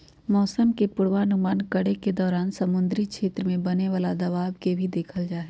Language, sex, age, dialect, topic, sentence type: Magahi, female, 51-55, Western, agriculture, statement